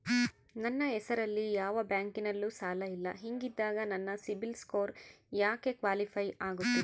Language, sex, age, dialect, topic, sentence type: Kannada, female, 31-35, Central, banking, question